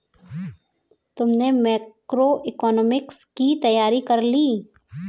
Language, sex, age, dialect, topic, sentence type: Hindi, female, 18-24, Kanauji Braj Bhasha, banking, statement